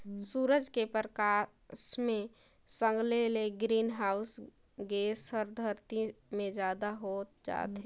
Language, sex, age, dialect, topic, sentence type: Chhattisgarhi, female, 18-24, Northern/Bhandar, agriculture, statement